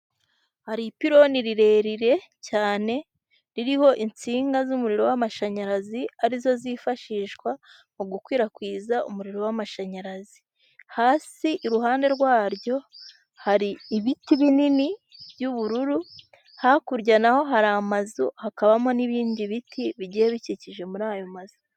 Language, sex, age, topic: Kinyarwanda, female, 18-24, government